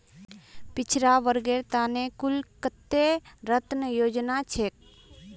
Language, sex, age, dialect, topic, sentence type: Magahi, female, 18-24, Northeastern/Surjapuri, banking, statement